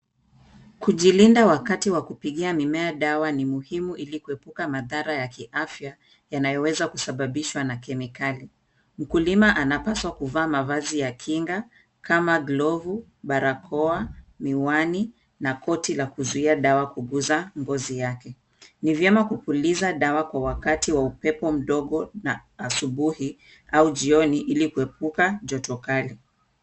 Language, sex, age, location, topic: Swahili, female, 36-49, Kisumu, health